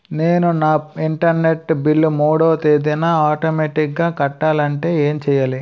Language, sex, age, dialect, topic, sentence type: Telugu, male, 18-24, Utterandhra, banking, question